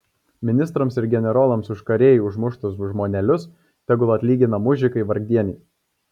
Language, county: Lithuanian, Kaunas